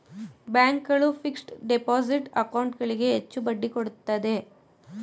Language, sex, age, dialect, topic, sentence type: Kannada, female, 18-24, Mysore Kannada, banking, statement